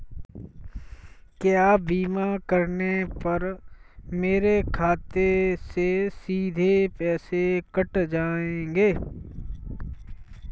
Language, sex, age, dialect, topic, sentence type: Hindi, male, 46-50, Kanauji Braj Bhasha, banking, question